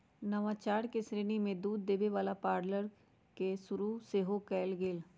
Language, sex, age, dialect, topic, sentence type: Magahi, female, 60-100, Western, agriculture, statement